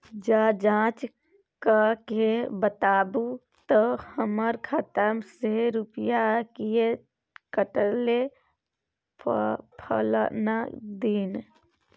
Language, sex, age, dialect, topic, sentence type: Maithili, female, 60-100, Bajjika, banking, question